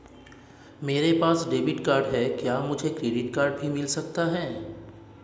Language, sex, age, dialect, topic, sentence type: Hindi, male, 31-35, Marwari Dhudhari, banking, question